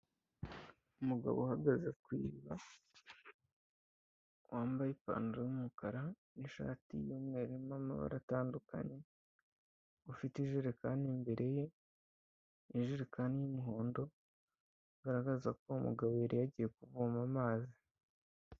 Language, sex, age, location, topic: Kinyarwanda, male, 25-35, Kigali, health